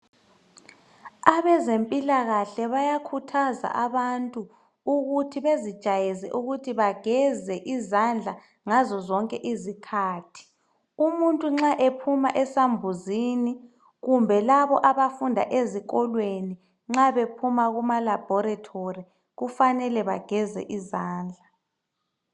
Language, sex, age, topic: North Ndebele, male, 36-49, health